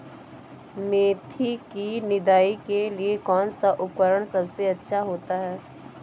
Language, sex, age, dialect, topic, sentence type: Hindi, female, 18-24, Awadhi Bundeli, agriculture, question